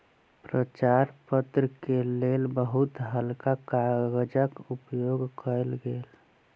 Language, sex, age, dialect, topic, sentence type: Maithili, male, 25-30, Southern/Standard, agriculture, statement